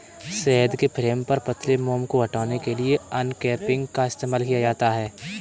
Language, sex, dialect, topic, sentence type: Hindi, male, Kanauji Braj Bhasha, agriculture, statement